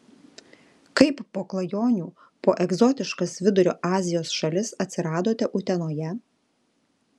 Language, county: Lithuanian, Alytus